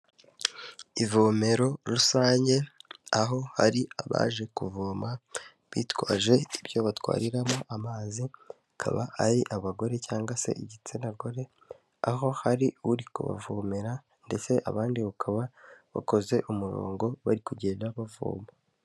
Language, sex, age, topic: Kinyarwanda, male, 18-24, health